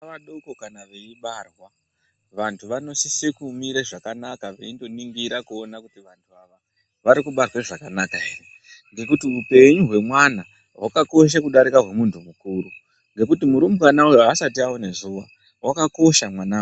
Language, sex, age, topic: Ndau, female, 36-49, health